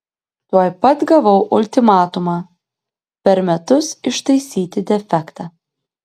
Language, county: Lithuanian, Klaipėda